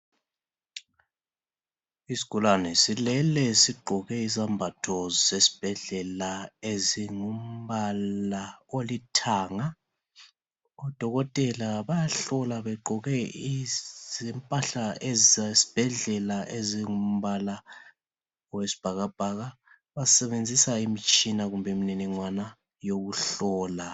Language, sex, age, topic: North Ndebele, male, 25-35, health